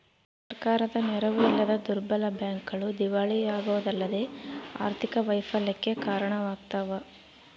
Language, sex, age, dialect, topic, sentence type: Kannada, female, 18-24, Central, banking, statement